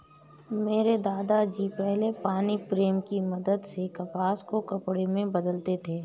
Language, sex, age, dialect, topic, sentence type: Hindi, female, 31-35, Awadhi Bundeli, agriculture, statement